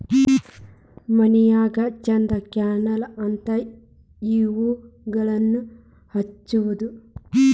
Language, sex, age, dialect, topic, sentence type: Kannada, female, 25-30, Dharwad Kannada, agriculture, statement